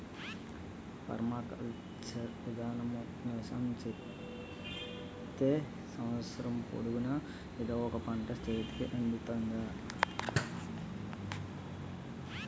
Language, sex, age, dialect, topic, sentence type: Telugu, male, 18-24, Utterandhra, agriculture, statement